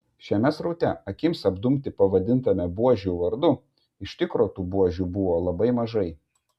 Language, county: Lithuanian, Vilnius